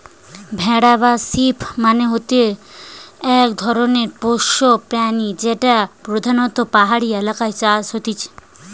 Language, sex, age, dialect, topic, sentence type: Bengali, female, 18-24, Western, agriculture, statement